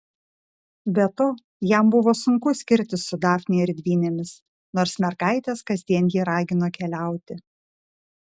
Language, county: Lithuanian, Šiauliai